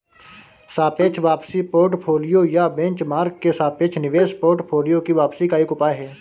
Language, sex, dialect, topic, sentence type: Hindi, male, Marwari Dhudhari, banking, statement